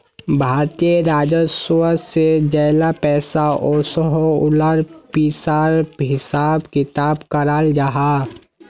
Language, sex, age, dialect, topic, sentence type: Magahi, male, 25-30, Northeastern/Surjapuri, banking, statement